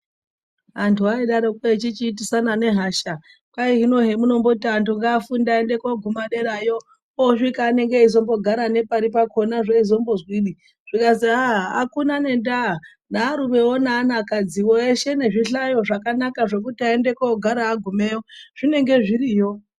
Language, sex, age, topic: Ndau, male, 36-49, education